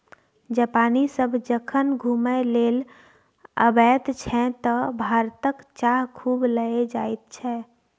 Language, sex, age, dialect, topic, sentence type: Maithili, female, 18-24, Bajjika, agriculture, statement